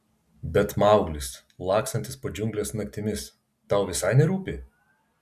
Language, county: Lithuanian, Vilnius